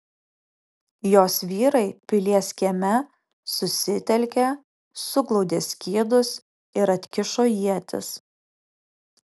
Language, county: Lithuanian, Alytus